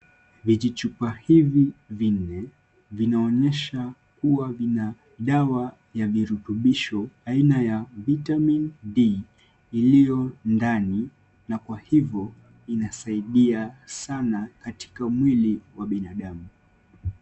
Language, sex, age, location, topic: Swahili, male, 18-24, Kisumu, health